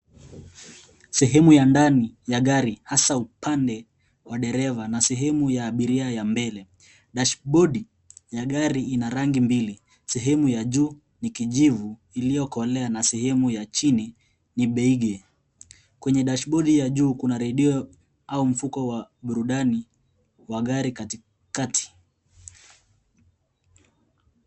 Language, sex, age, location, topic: Swahili, male, 18-24, Nairobi, finance